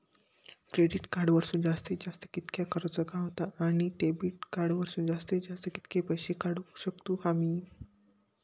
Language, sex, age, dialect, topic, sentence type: Marathi, male, 60-100, Southern Konkan, banking, question